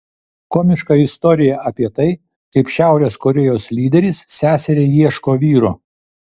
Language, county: Lithuanian, Vilnius